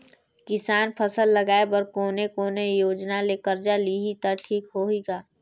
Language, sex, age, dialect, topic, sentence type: Chhattisgarhi, female, 18-24, Northern/Bhandar, agriculture, question